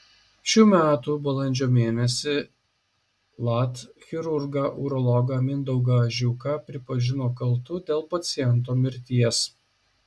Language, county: Lithuanian, Šiauliai